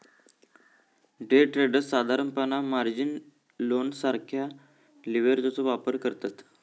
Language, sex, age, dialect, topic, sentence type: Marathi, male, 18-24, Southern Konkan, banking, statement